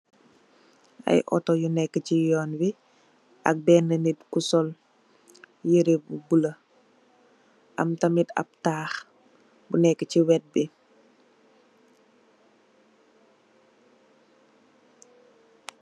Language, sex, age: Wolof, female, 18-24